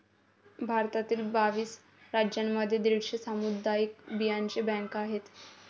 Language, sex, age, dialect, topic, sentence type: Marathi, female, 25-30, Varhadi, agriculture, statement